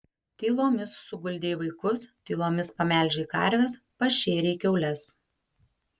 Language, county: Lithuanian, Panevėžys